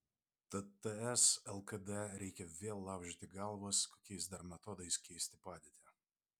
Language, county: Lithuanian, Vilnius